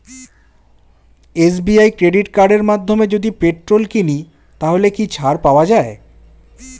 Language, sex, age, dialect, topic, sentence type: Bengali, male, 25-30, Standard Colloquial, banking, question